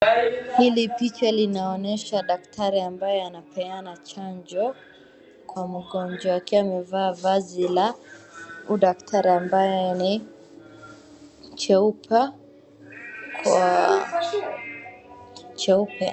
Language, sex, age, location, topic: Swahili, female, 25-35, Wajir, health